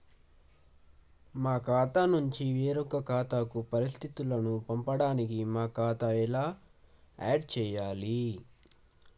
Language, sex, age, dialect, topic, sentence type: Telugu, male, 18-24, Telangana, banking, question